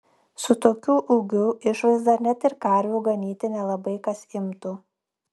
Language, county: Lithuanian, Klaipėda